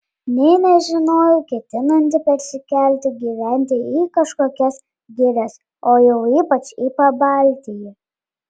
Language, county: Lithuanian, Panevėžys